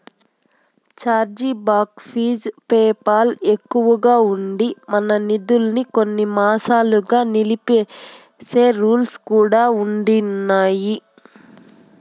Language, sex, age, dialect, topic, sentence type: Telugu, female, 18-24, Southern, banking, statement